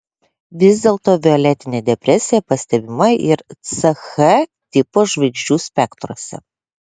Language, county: Lithuanian, Klaipėda